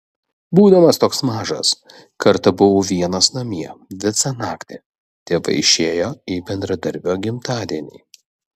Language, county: Lithuanian, Vilnius